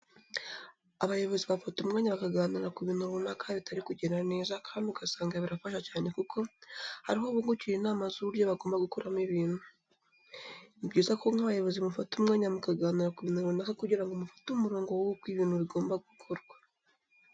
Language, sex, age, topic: Kinyarwanda, female, 18-24, education